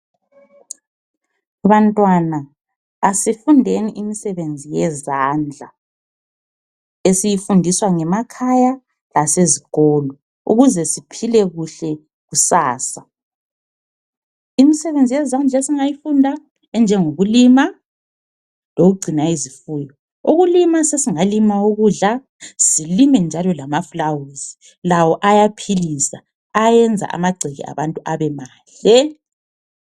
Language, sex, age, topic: North Ndebele, female, 25-35, education